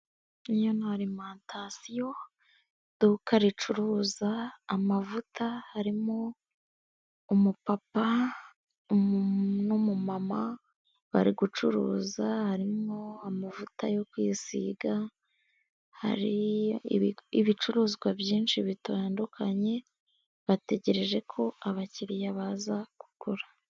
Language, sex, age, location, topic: Kinyarwanda, female, 18-24, Nyagatare, health